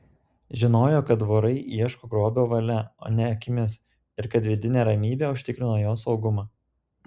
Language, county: Lithuanian, Telšiai